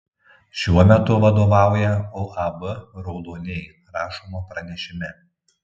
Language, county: Lithuanian, Tauragė